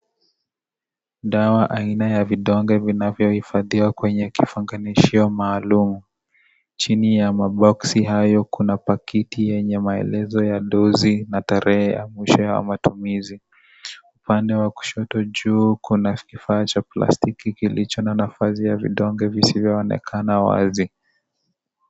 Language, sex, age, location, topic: Swahili, male, 25-35, Kisii, health